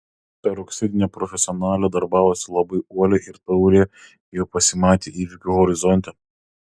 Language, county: Lithuanian, Kaunas